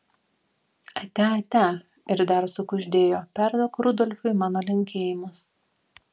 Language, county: Lithuanian, Vilnius